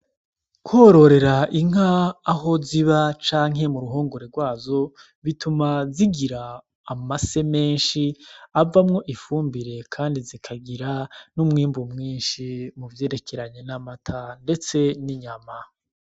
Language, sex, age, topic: Rundi, male, 25-35, agriculture